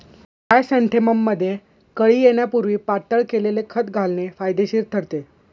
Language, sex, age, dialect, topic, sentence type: Marathi, male, 18-24, Standard Marathi, agriculture, statement